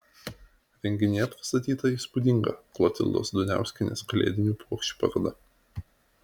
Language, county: Lithuanian, Vilnius